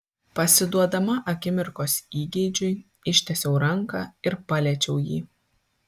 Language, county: Lithuanian, Kaunas